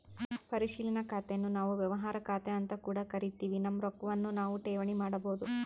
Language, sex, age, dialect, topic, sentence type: Kannada, female, 25-30, Central, banking, statement